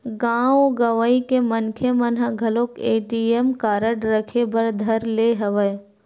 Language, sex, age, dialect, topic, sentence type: Chhattisgarhi, female, 25-30, Western/Budati/Khatahi, banking, statement